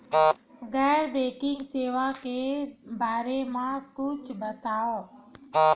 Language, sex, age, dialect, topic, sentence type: Chhattisgarhi, female, 46-50, Western/Budati/Khatahi, banking, question